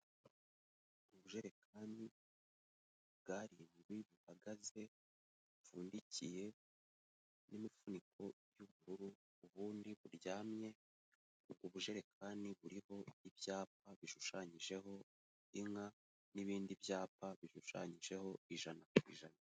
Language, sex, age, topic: Kinyarwanda, male, 18-24, agriculture